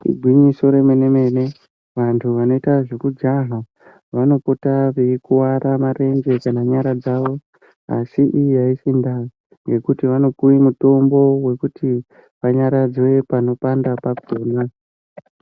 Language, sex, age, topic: Ndau, male, 18-24, health